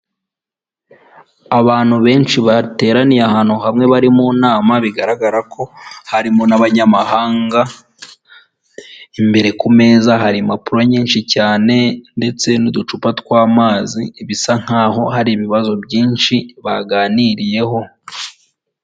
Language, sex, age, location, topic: Kinyarwanda, male, 25-35, Huye, government